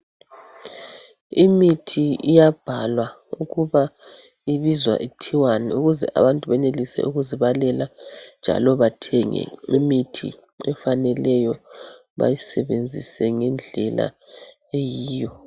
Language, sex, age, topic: North Ndebele, male, 36-49, health